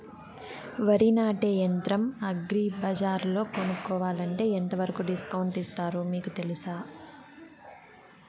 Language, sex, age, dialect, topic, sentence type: Telugu, female, 18-24, Southern, agriculture, question